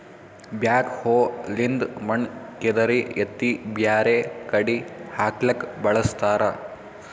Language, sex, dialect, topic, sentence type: Kannada, male, Northeastern, agriculture, statement